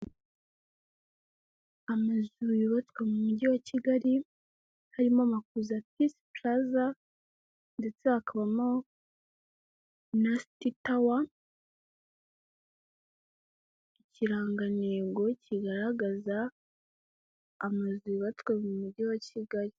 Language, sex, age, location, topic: Kinyarwanda, female, 18-24, Kigali, government